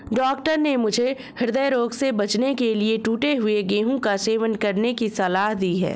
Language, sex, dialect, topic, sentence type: Hindi, female, Marwari Dhudhari, agriculture, statement